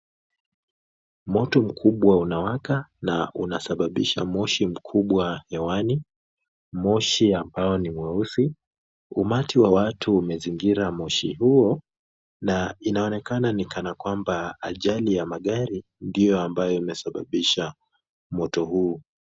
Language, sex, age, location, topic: Swahili, male, 25-35, Kisumu, health